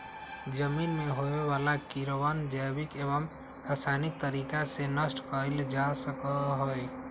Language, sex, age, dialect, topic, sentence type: Magahi, male, 18-24, Western, agriculture, statement